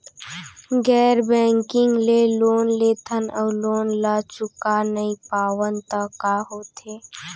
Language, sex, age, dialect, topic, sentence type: Chhattisgarhi, female, 18-24, Central, banking, question